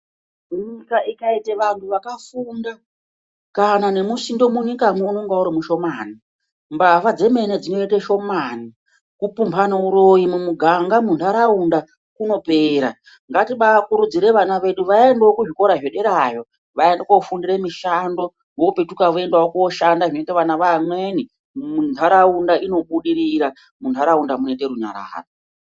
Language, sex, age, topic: Ndau, female, 36-49, education